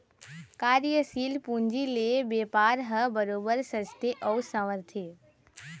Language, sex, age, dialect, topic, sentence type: Chhattisgarhi, male, 41-45, Eastern, banking, statement